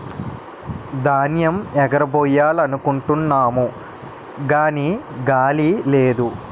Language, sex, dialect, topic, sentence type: Telugu, male, Utterandhra, agriculture, statement